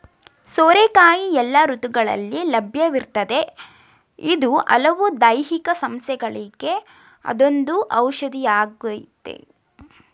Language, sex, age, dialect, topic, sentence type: Kannada, female, 18-24, Mysore Kannada, agriculture, statement